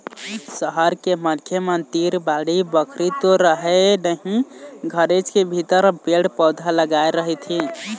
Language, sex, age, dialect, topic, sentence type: Chhattisgarhi, male, 18-24, Eastern, agriculture, statement